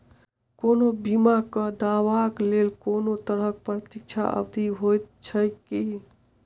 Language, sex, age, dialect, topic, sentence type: Maithili, male, 18-24, Southern/Standard, banking, question